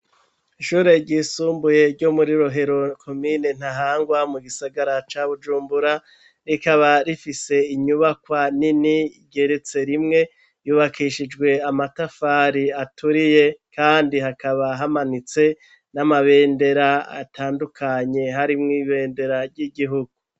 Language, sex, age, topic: Rundi, male, 36-49, education